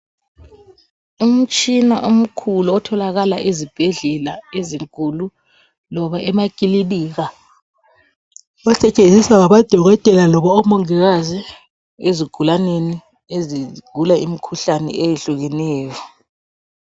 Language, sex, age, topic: North Ndebele, female, 25-35, health